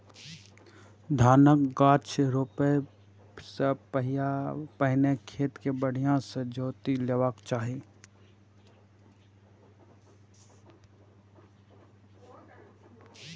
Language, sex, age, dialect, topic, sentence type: Maithili, male, 18-24, Eastern / Thethi, agriculture, statement